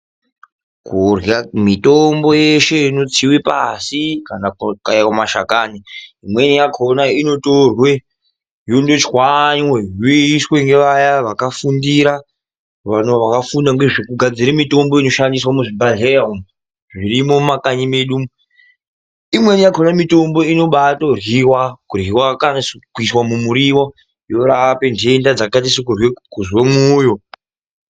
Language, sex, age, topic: Ndau, male, 25-35, education